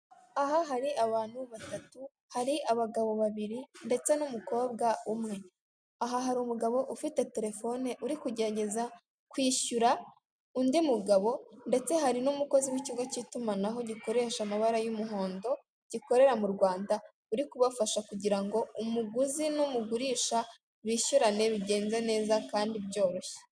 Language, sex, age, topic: Kinyarwanda, female, 36-49, finance